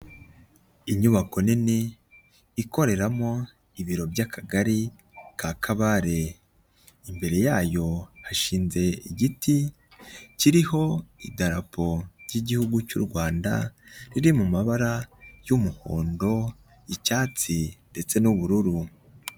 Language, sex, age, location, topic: Kinyarwanda, male, 25-35, Nyagatare, government